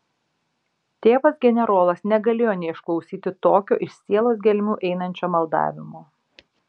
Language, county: Lithuanian, Šiauliai